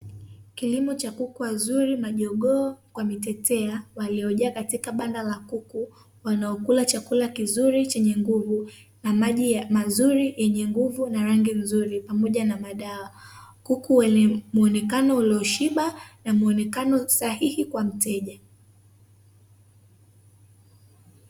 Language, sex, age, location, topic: Swahili, female, 18-24, Dar es Salaam, agriculture